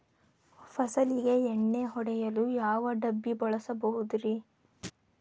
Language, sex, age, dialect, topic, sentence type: Kannada, female, 18-24, Dharwad Kannada, agriculture, question